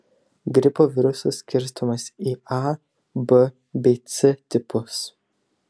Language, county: Lithuanian, Telšiai